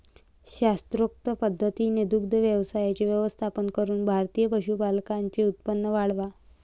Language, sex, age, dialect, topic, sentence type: Marathi, female, 25-30, Varhadi, agriculture, statement